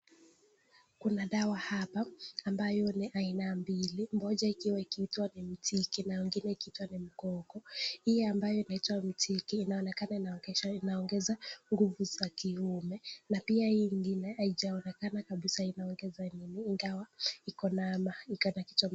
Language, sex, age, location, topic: Swahili, male, 18-24, Nakuru, health